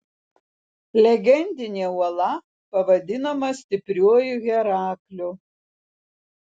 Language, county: Lithuanian, Vilnius